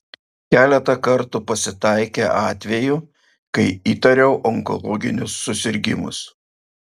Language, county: Lithuanian, Šiauliai